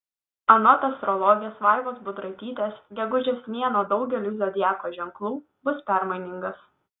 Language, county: Lithuanian, Telšiai